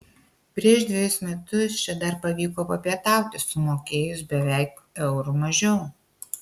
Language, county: Lithuanian, Kaunas